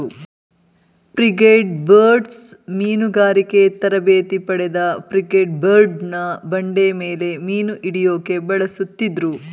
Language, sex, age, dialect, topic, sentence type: Kannada, female, 36-40, Mysore Kannada, agriculture, statement